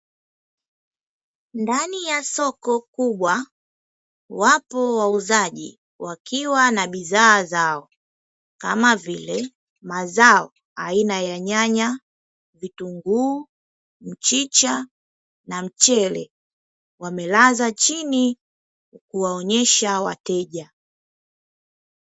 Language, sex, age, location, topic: Swahili, female, 25-35, Dar es Salaam, finance